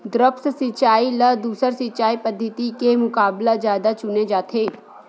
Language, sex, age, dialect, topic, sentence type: Chhattisgarhi, female, 51-55, Western/Budati/Khatahi, agriculture, statement